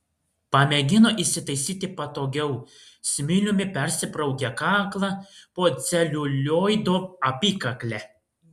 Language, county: Lithuanian, Klaipėda